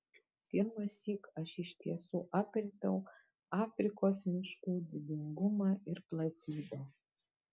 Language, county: Lithuanian, Kaunas